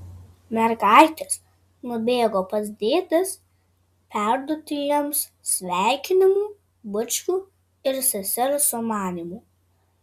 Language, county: Lithuanian, Vilnius